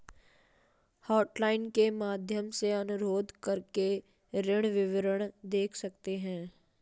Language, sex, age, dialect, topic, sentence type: Hindi, female, 56-60, Marwari Dhudhari, banking, statement